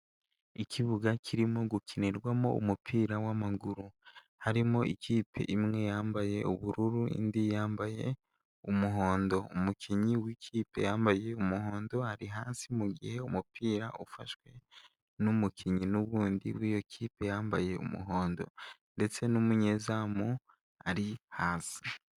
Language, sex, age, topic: Kinyarwanda, male, 18-24, government